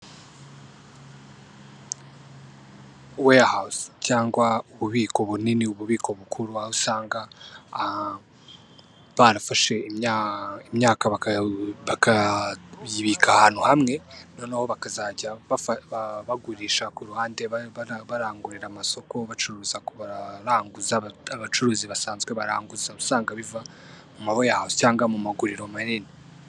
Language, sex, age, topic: Kinyarwanda, male, 18-24, agriculture